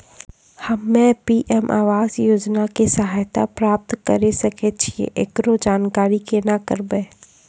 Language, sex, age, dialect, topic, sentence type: Maithili, female, 25-30, Angika, banking, question